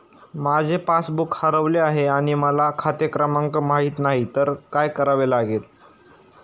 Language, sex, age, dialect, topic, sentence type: Marathi, male, 18-24, Standard Marathi, banking, question